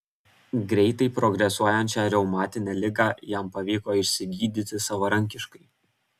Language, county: Lithuanian, Kaunas